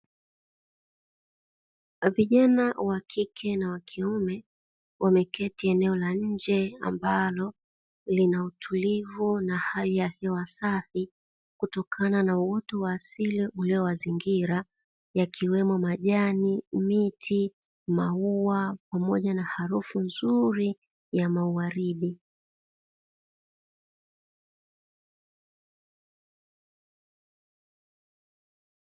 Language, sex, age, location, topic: Swahili, female, 36-49, Dar es Salaam, education